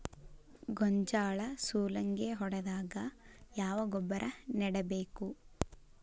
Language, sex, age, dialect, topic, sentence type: Kannada, female, 18-24, Dharwad Kannada, agriculture, question